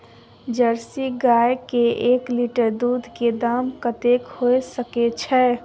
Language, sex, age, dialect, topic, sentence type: Maithili, female, 31-35, Bajjika, agriculture, question